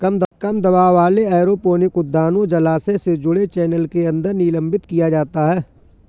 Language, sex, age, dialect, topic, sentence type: Hindi, male, 41-45, Awadhi Bundeli, agriculture, statement